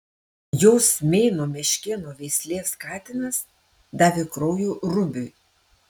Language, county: Lithuanian, Panevėžys